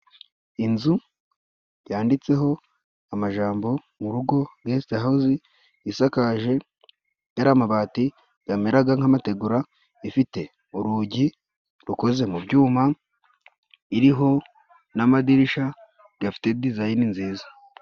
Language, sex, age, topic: Kinyarwanda, male, 25-35, finance